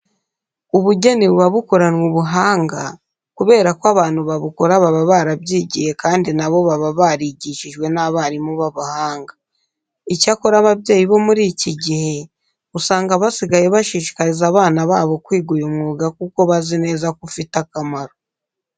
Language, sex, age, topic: Kinyarwanda, female, 18-24, education